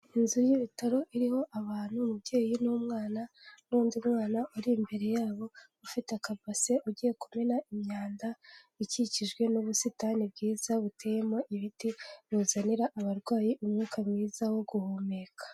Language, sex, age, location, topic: Kinyarwanda, female, 18-24, Kigali, health